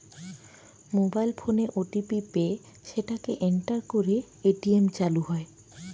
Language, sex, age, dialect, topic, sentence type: Bengali, female, 25-30, Western, banking, statement